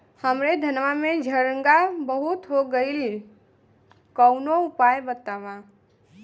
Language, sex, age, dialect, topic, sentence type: Bhojpuri, female, 18-24, Western, agriculture, question